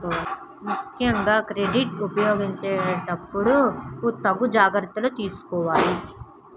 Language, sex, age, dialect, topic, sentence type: Telugu, female, 31-35, Central/Coastal, banking, statement